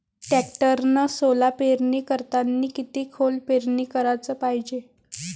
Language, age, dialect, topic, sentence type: Marathi, 25-30, Varhadi, agriculture, question